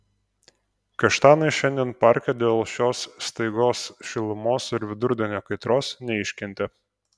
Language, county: Lithuanian, Kaunas